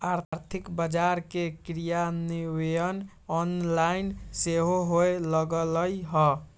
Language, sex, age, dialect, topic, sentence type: Magahi, male, 56-60, Western, banking, statement